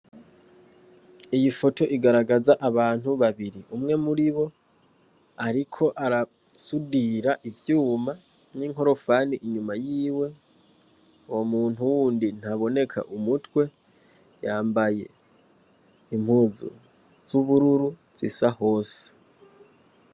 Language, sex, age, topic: Rundi, male, 18-24, education